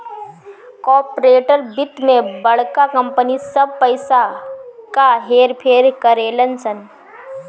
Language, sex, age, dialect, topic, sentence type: Bhojpuri, female, 25-30, Northern, banking, statement